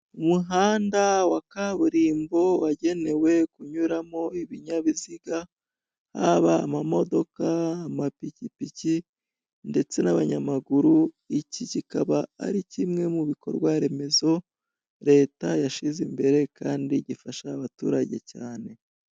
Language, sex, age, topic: Kinyarwanda, female, 25-35, government